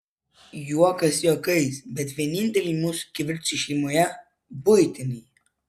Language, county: Lithuanian, Vilnius